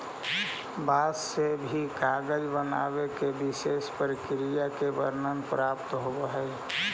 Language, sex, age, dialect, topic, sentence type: Magahi, male, 36-40, Central/Standard, banking, statement